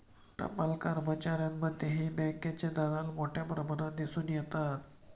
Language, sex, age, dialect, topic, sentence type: Marathi, male, 25-30, Standard Marathi, banking, statement